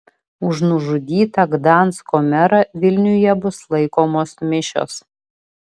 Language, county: Lithuanian, Vilnius